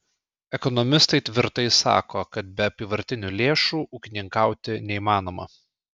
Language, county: Lithuanian, Klaipėda